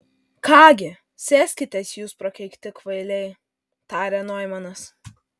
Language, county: Lithuanian, Vilnius